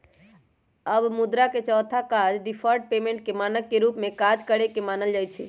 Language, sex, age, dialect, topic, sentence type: Magahi, male, 31-35, Western, banking, statement